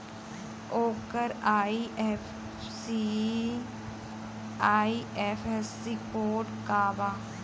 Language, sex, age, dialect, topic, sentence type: Bhojpuri, female, 25-30, Western, banking, question